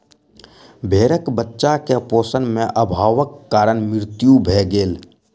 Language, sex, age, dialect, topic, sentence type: Maithili, male, 60-100, Southern/Standard, agriculture, statement